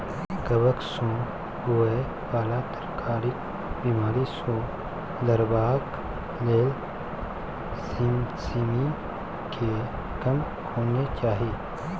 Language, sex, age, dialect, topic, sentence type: Maithili, male, 18-24, Bajjika, agriculture, statement